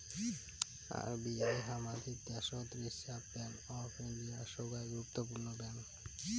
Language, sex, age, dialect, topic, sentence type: Bengali, male, 18-24, Rajbangshi, banking, statement